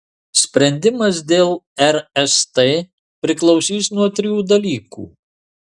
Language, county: Lithuanian, Marijampolė